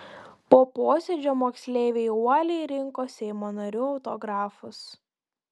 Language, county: Lithuanian, Panevėžys